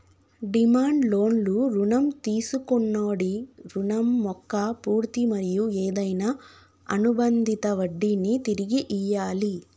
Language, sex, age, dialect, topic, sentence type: Telugu, female, 25-30, Telangana, banking, statement